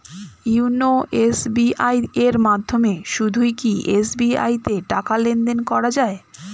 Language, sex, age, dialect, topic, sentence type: Bengali, female, 25-30, Standard Colloquial, banking, question